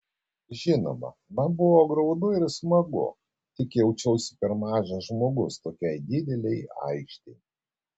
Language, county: Lithuanian, Kaunas